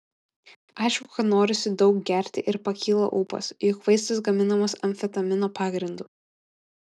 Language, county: Lithuanian, Kaunas